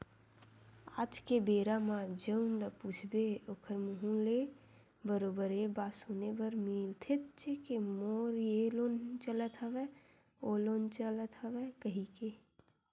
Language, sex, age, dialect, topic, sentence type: Chhattisgarhi, female, 18-24, Western/Budati/Khatahi, banking, statement